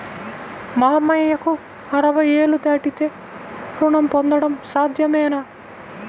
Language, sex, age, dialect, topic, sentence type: Telugu, female, 25-30, Central/Coastal, banking, statement